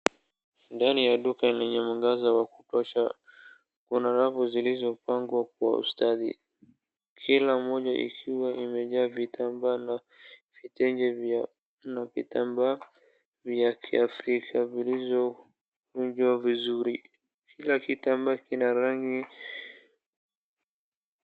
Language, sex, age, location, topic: Swahili, male, 25-35, Wajir, finance